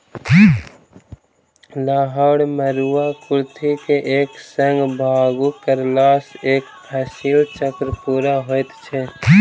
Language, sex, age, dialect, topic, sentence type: Maithili, male, 36-40, Southern/Standard, agriculture, statement